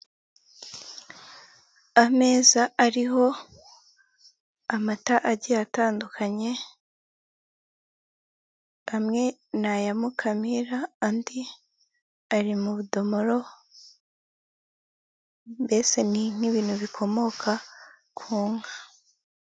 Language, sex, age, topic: Kinyarwanda, female, 18-24, finance